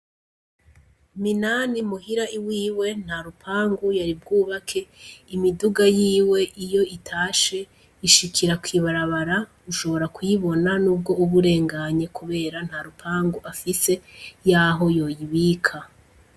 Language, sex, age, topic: Rundi, female, 25-35, agriculture